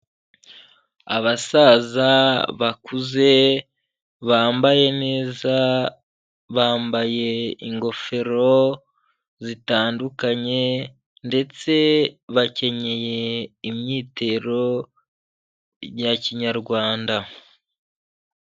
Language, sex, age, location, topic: Kinyarwanda, male, 25-35, Huye, health